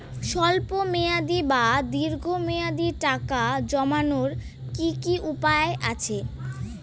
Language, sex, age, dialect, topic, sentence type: Bengali, male, 18-24, Rajbangshi, banking, question